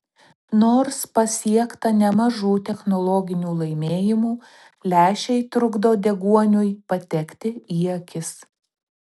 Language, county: Lithuanian, Telšiai